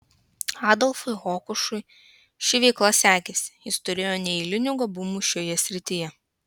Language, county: Lithuanian, Klaipėda